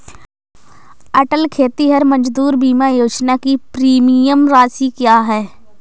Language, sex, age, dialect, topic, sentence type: Hindi, female, 25-30, Awadhi Bundeli, banking, question